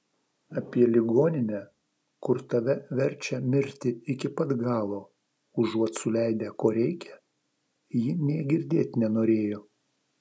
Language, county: Lithuanian, Vilnius